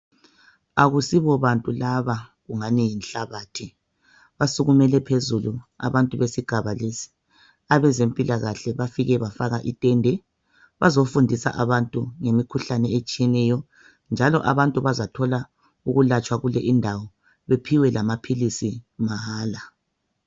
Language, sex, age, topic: North Ndebele, male, 36-49, health